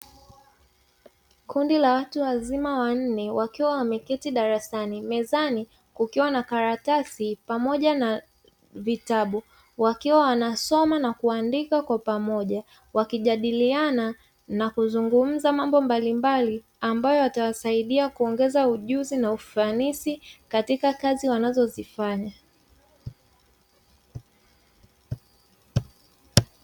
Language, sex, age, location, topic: Swahili, female, 36-49, Dar es Salaam, education